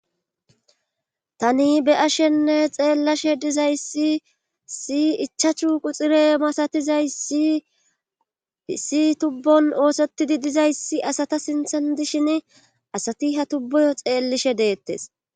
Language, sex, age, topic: Gamo, female, 25-35, government